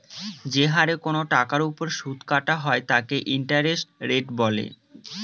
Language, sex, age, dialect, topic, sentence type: Bengali, male, 25-30, Northern/Varendri, banking, statement